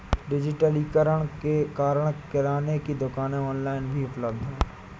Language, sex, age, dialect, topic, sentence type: Hindi, male, 60-100, Awadhi Bundeli, agriculture, statement